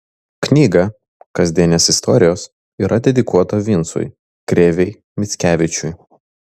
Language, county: Lithuanian, Vilnius